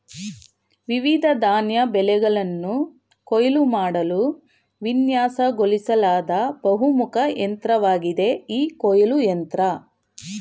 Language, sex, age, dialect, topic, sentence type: Kannada, female, 41-45, Mysore Kannada, agriculture, statement